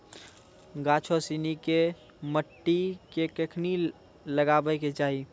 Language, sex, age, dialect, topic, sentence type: Maithili, male, 18-24, Angika, agriculture, statement